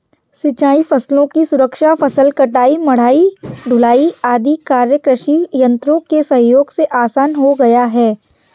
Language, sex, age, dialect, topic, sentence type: Hindi, female, 51-55, Kanauji Braj Bhasha, agriculture, statement